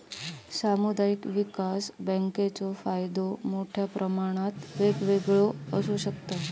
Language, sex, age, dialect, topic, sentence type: Marathi, female, 31-35, Southern Konkan, banking, statement